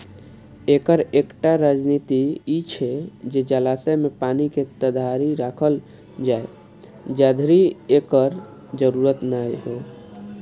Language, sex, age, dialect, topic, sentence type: Maithili, male, 25-30, Eastern / Thethi, agriculture, statement